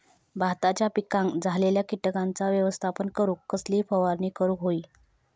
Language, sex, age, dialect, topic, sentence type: Marathi, female, 25-30, Southern Konkan, agriculture, question